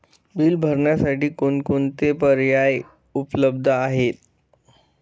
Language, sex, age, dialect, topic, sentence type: Marathi, male, 25-30, Standard Marathi, banking, question